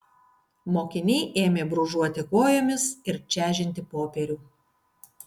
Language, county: Lithuanian, Kaunas